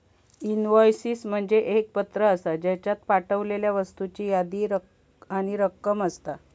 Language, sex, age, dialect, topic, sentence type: Marathi, female, 25-30, Southern Konkan, banking, statement